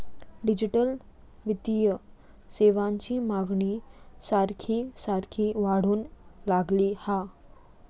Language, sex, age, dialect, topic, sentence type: Marathi, female, 18-24, Southern Konkan, banking, statement